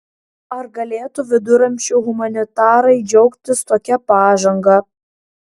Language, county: Lithuanian, Klaipėda